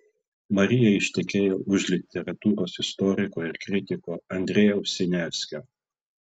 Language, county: Lithuanian, Klaipėda